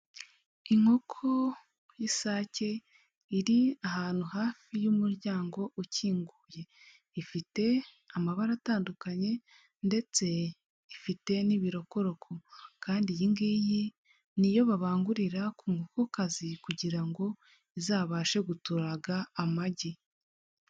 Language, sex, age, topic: Kinyarwanda, male, 25-35, agriculture